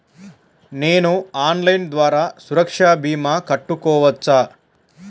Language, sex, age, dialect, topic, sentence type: Telugu, female, 31-35, Central/Coastal, banking, question